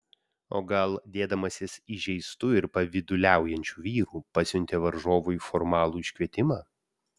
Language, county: Lithuanian, Vilnius